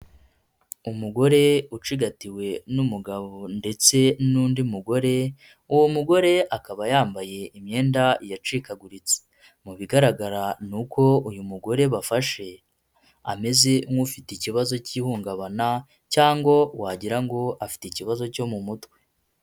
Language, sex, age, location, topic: Kinyarwanda, female, 25-35, Huye, health